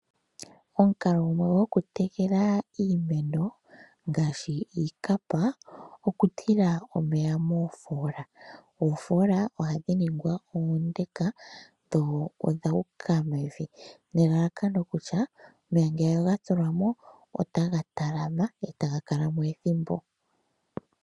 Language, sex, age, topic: Oshiwambo, female, 25-35, agriculture